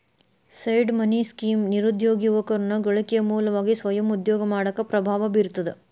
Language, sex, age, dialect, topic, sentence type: Kannada, female, 31-35, Dharwad Kannada, banking, statement